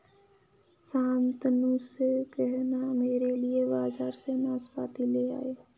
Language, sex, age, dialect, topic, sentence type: Hindi, female, 18-24, Kanauji Braj Bhasha, agriculture, statement